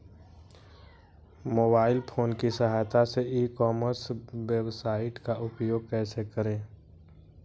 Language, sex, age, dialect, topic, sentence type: Hindi, male, 46-50, Kanauji Braj Bhasha, agriculture, question